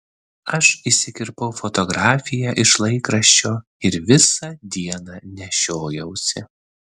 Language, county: Lithuanian, Vilnius